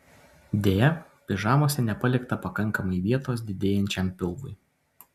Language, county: Lithuanian, Utena